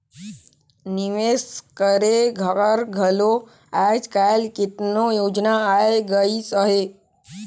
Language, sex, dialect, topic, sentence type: Chhattisgarhi, male, Northern/Bhandar, banking, statement